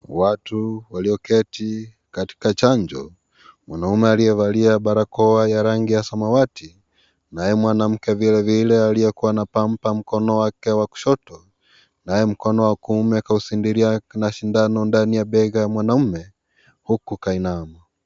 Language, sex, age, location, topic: Swahili, male, 18-24, Kisii, health